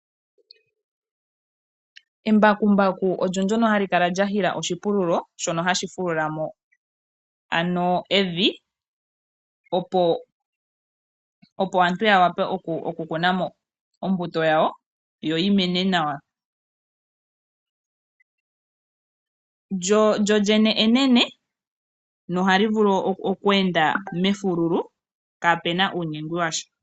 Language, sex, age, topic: Oshiwambo, female, 18-24, agriculture